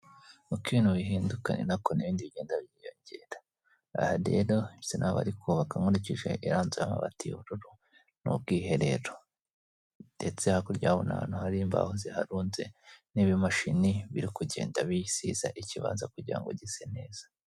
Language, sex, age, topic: Kinyarwanda, female, 25-35, government